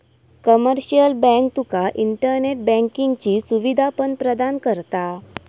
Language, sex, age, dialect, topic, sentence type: Marathi, female, 18-24, Southern Konkan, banking, statement